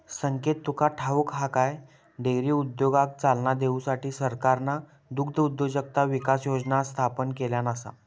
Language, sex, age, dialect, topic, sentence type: Marathi, male, 18-24, Southern Konkan, agriculture, statement